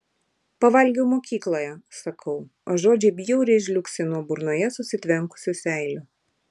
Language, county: Lithuanian, Vilnius